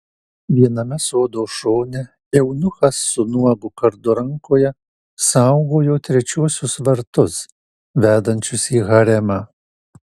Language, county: Lithuanian, Marijampolė